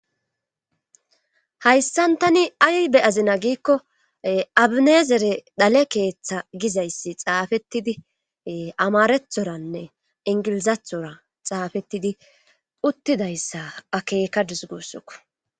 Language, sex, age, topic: Gamo, female, 25-35, government